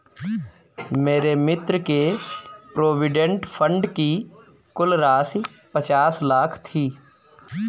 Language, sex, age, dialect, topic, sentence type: Hindi, male, 25-30, Kanauji Braj Bhasha, banking, statement